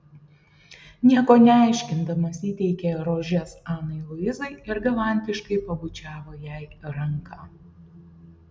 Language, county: Lithuanian, Šiauliai